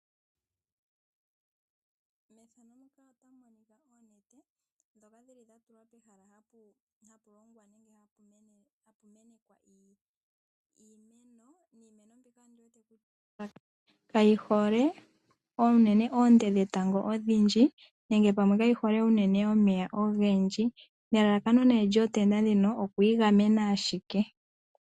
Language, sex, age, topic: Oshiwambo, female, 18-24, agriculture